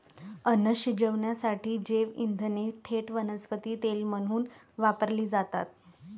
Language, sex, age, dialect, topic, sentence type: Marathi, male, 31-35, Varhadi, agriculture, statement